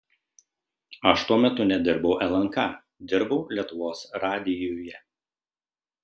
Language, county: Lithuanian, Šiauliai